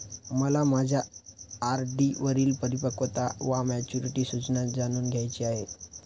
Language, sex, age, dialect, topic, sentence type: Marathi, male, 25-30, Standard Marathi, banking, statement